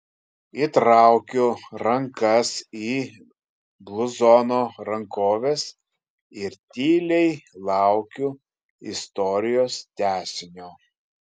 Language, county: Lithuanian, Kaunas